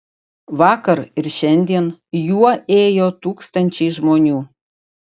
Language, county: Lithuanian, Utena